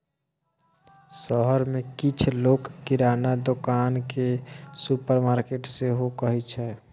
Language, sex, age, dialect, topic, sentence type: Maithili, male, 36-40, Bajjika, agriculture, statement